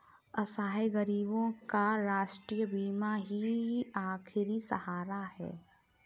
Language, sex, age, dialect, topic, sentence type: Hindi, female, 36-40, Kanauji Braj Bhasha, banking, statement